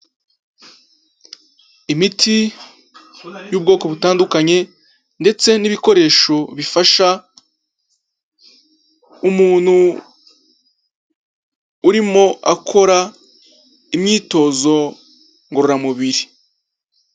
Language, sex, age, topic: Kinyarwanda, male, 25-35, health